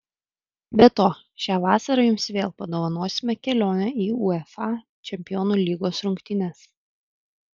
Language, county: Lithuanian, Vilnius